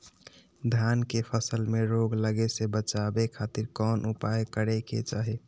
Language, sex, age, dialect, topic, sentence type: Magahi, male, 18-24, Southern, agriculture, question